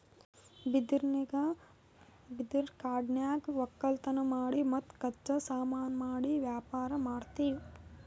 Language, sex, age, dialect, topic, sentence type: Kannada, female, 18-24, Northeastern, agriculture, statement